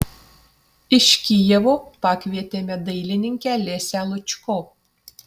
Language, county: Lithuanian, Utena